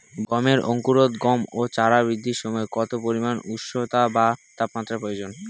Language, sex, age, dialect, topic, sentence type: Bengali, male, <18, Northern/Varendri, agriculture, question